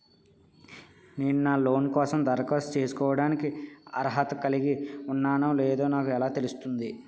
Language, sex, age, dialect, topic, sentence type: Telugu, male, 18-24, Utterandhra, banking, statement